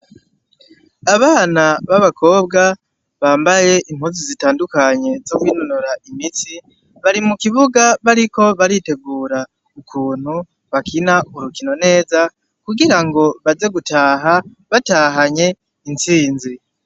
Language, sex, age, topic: Rundi, male, 18-24, education